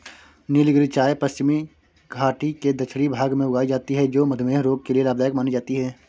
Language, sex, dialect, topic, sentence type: Hindi, male, Kanauji Braj Bhasha, agriculture, statement